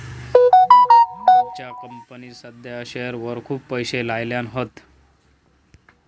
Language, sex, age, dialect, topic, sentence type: Marathi, male, 36-40, Southern Konkan, banking, statement